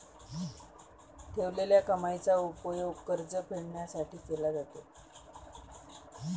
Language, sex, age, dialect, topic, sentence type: Marathi, female, 31-35, Varhadi, banking, statement